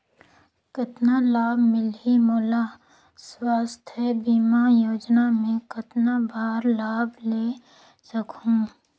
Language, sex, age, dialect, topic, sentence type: Chhattisgarhi, female, 18-24, Northern/Bhandar, banking, question